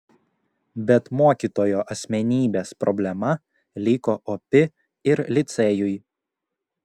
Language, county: Lithuanian, Klaipėda